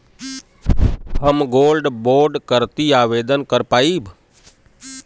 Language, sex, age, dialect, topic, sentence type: Bhojpuri, male, 36-40, Western, banking, question